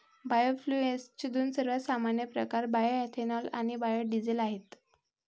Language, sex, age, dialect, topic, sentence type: Marathi, male, 18-24, Varhadi, agriculture, statement